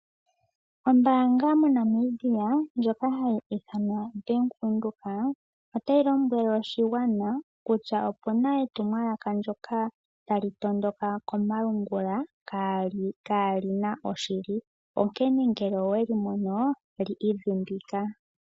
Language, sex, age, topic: Oshiwambo, male, 18-24, finance